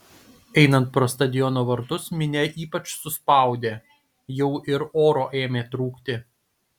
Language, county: Lithuanian, Panevėžys